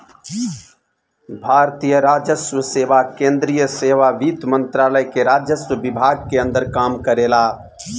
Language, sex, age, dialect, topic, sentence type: Bhojpuri, male, 41-45, Northern, banking, statement